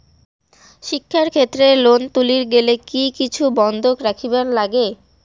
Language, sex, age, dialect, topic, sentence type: Bengali, female, 18-24, Rajbangshi, banking, question